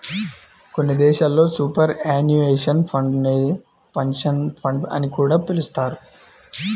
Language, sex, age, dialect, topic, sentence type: Telugu, male, 25-30, Central/Coastal, banking, statement